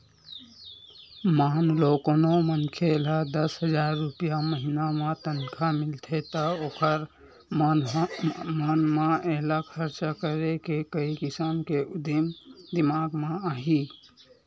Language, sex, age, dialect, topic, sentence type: Chhattisgarhi, male, 18-24, Western/Budati/Khatahi, banking, statement